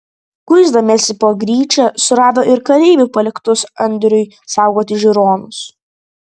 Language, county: Lithuanian, Vilnius